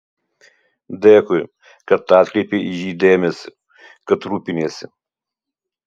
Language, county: Lithuanian, Utena